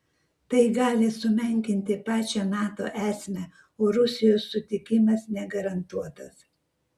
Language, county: Lithuanian, Vilnius